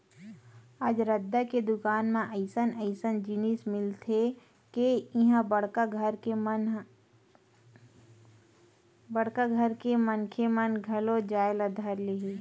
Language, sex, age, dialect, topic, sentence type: Chhattisgarhi, female, 31-35, Western/Budati/Khatahi, agriculture, statement